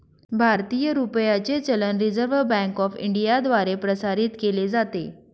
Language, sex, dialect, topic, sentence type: Marathi, female, Northern Konkan, banking, statement